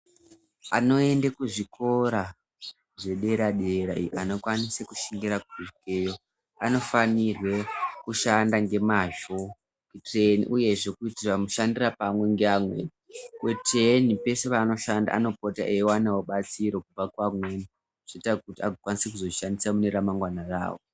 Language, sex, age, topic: Ndau, male, 18-24, education